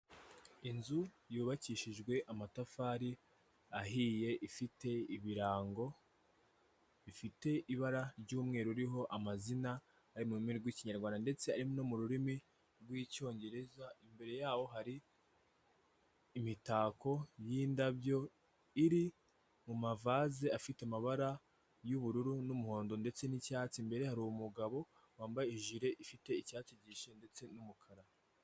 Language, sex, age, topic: Kinyarwanda, male, 18-24, government